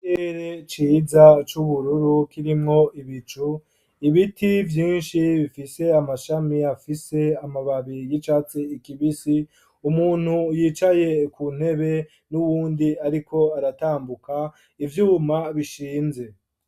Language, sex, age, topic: Rundi, male, 25-35, education